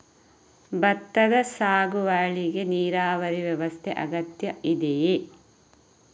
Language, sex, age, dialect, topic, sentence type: Kannada, female, 31-35, Coastal/Dakshin, agriculture, question